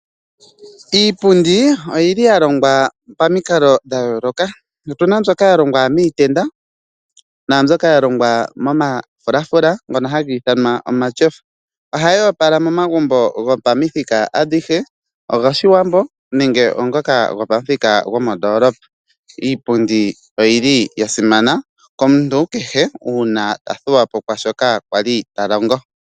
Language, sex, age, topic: Oshiwambo, male, 25-35, agriculture